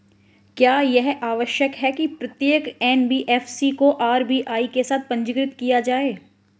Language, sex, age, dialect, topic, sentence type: Hindi, female, 18-24, Hindustani Malvi Khadi Boli, banking, question